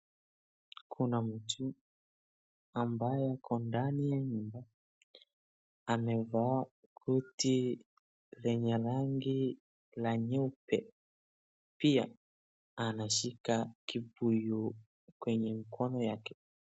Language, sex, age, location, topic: Swahili, male, 36-49, Wajir, health